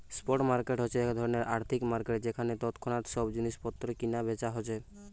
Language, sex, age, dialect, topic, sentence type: Bengali, male, 18-24, Western, banking, statement